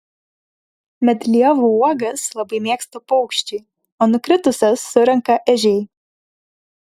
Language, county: Lithuanian, Vilnius